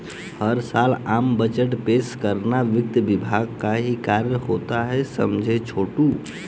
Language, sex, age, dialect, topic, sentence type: Hindi, male, 18-24, Hindustani Malvi Khadi Boli, banking, statement